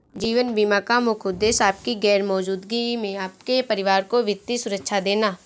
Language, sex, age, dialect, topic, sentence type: Hindi, female, 18-24, Awadhi Bundeli, banking, statement